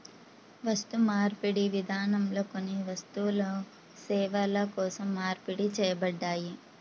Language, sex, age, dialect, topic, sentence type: Telugu, female, 18-24, Central/Coastal, banking, statement